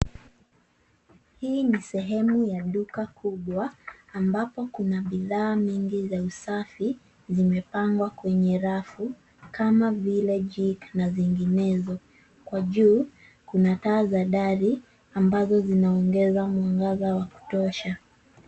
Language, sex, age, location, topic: Swahili, male, 18-24, Nairobi, finance